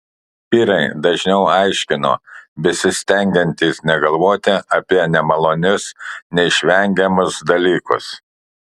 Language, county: Lithuanian, Kaunas